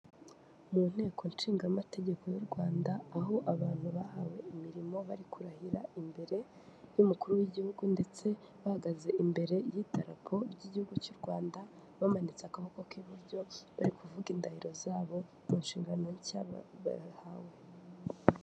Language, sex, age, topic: Kinyarwanda, female, 18-24, government